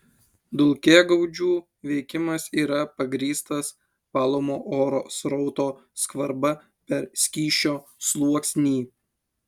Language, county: Lithuanian, Utena